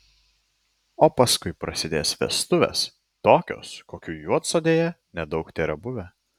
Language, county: Lithuanian, Klaipėda